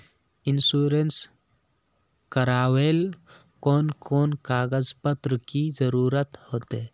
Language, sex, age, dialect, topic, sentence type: Magahi, male, 31-35, Northeastern/Surjapuri, banking, question